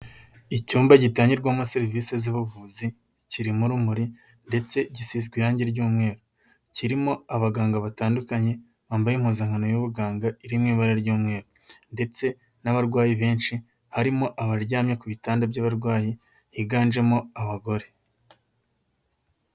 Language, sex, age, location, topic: Kinyarwanda, male, 18-24, Nyagatare, health